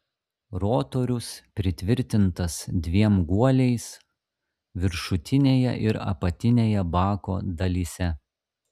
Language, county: Lithuanian, Šiauliai